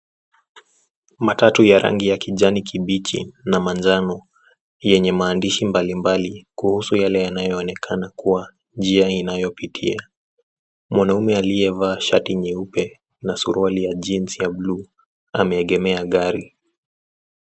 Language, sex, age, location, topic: Swahili, male, 18-24, Nairobi, government